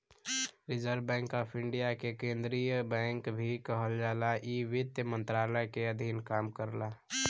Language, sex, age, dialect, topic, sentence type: Bhojpuri, male, 18-24, Western, banking, statement